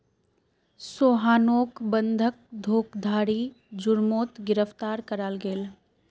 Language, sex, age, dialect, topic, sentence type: Magahi, female, 18-24, Northeastern/Surjapuri, banking, statement